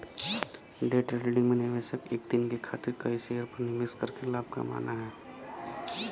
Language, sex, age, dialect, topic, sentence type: Bhojpuri, male, 25-30, Western, banking, statement